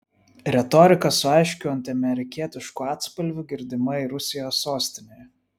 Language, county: Lithuanian, Vilnius